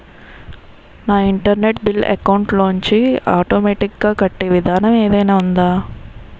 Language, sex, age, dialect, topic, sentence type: Telugu, female, 25-30, Utterandhra, banking, question